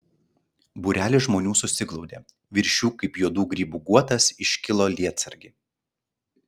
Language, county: Lithuanian, Klaipėda